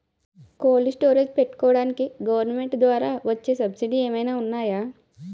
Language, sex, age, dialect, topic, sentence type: Telugu, female, 25-30, Utterandhra, agriculture, question